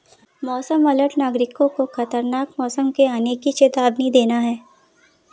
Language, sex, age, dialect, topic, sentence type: Hindi, female, 56-60, Marwari Dhudhari, agriculture, statement